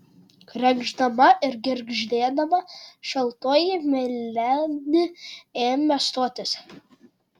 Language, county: Lithuanian, Šiauliai